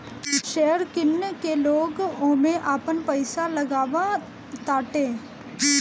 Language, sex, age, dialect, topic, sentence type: Bhojpuri, female, 18-24, Northern, banking, statement